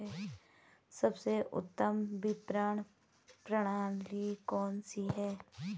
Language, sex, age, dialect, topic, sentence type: Hindi, female, 31-35, Garhwali, agriculture, question